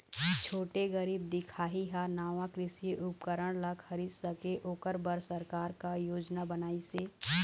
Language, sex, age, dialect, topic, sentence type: Chhattisgarhi, female, 25-30, Eastern, agriculture, question